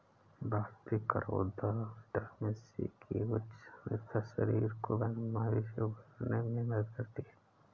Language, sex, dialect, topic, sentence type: Hindi, male, Awadhi Bundeli, agriculture, statement